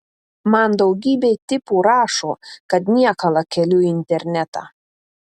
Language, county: Lithuanian, Panevėžys